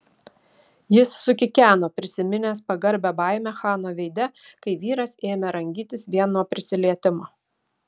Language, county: Lithuanian, Šiauliai